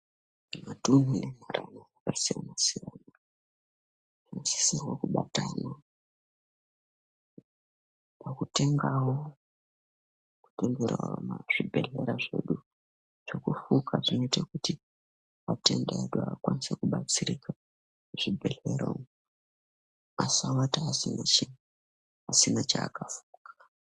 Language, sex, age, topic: Ndau, male, 18-24, health